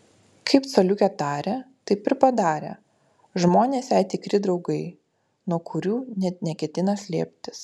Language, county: Lithuanian, Utena